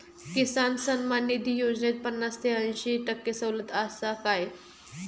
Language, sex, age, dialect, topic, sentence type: Marathi, female, 18-24, Southern Konkan, agriculture, question